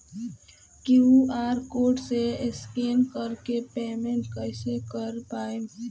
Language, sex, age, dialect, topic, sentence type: Bhojpuri, female, 25-30, Southern / Standard, banking, question